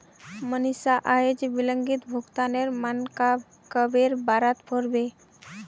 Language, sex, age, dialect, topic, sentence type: Magahi, female, 18-24, Northeastern/Surjapuri, banking, statement